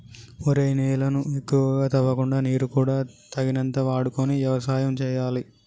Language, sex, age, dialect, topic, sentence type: Telugu, male, 18-24, Telangana, agriculture, statement